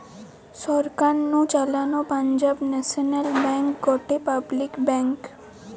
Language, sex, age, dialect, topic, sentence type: Bengali, female, 18-24, Western, banking, statement